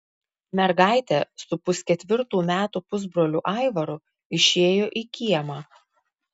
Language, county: Lithuanian, Klaipėda